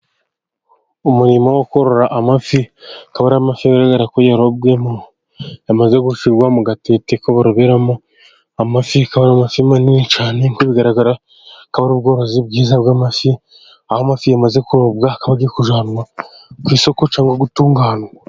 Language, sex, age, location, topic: Kinyarwanda, male, 25-35, Gakenke, agriculture